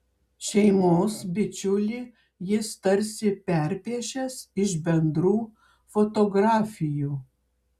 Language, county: Lithuanian, Klaipėda